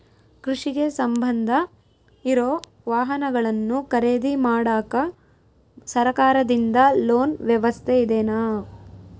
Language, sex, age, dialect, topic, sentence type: Kannada, female, 18-24, Central, agriculture, question